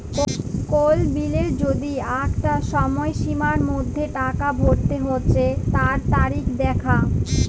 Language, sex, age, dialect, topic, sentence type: Bengali, female, 18-24, Jharkhandi, banking, statement